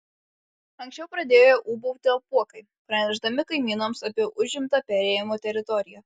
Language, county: Lithuanian, Alytus